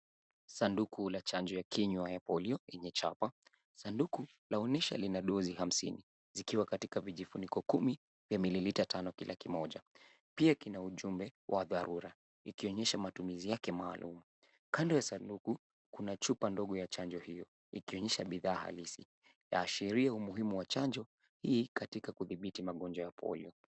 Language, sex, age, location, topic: Swahili, male, 18-24, Nairobi, health